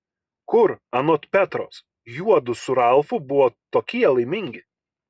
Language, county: Lithuanian, Kaunas